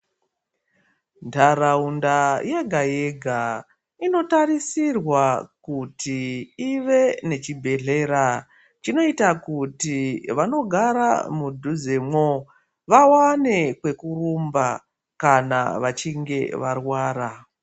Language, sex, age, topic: Ndau, female, 36-49, health